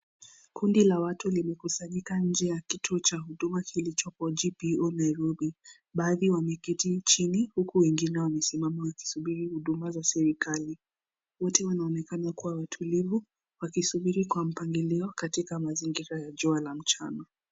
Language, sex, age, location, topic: Swahili, female, 18-24, Kisii, government